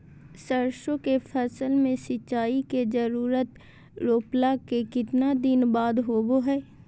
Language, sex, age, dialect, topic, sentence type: Magahi, female, 18-24, Southern, agriculture, question